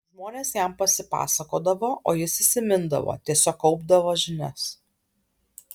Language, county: Lithuanian, Alytus